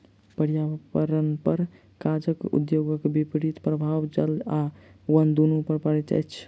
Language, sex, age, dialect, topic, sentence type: Maithili, male, 18-24, Southern/Standard, agriculture, statement